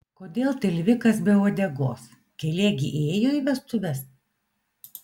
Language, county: Lithuanian, Vilnius